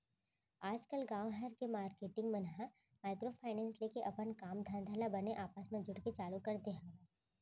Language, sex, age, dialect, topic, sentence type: Chhattisgarhi, female, 36-40, Central, banking, statement